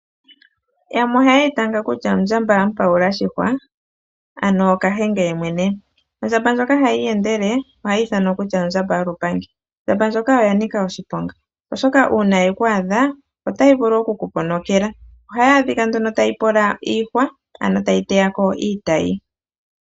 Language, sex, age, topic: Oshiwambo, female, 25-35, agriculture